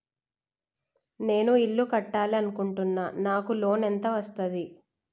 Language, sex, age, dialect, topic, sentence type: Telugu, female, 25-30, Telangana, banking, question